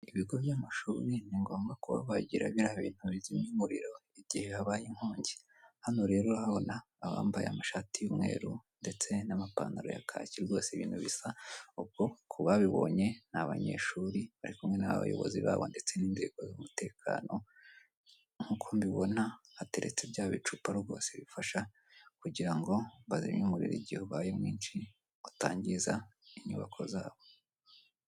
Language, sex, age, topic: Kinyarwanda, male, 18-24, government